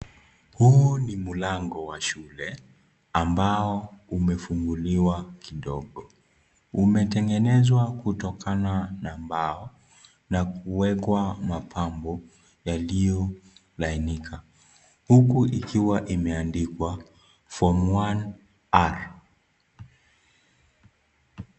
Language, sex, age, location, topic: Swahili, male, 25-35, Kisii, education